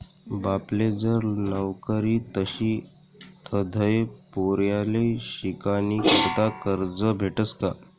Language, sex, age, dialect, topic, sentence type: Marathi, male, 18-24, Northern Konkan, banking, statement